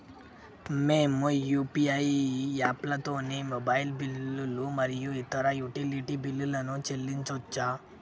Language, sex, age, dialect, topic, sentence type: Telugu, male, 51-55, Telangana, banking, statement